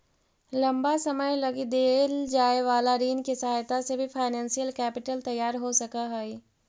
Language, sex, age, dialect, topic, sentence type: Magahi, female, 41-45, Central/Standard, agriculture, statement